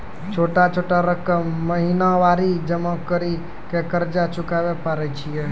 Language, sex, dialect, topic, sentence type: Maithili, male, Angika, banking, question